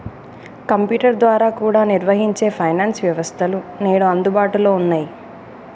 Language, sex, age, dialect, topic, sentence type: Telugu, male, 18-24, Telangana, banking, statement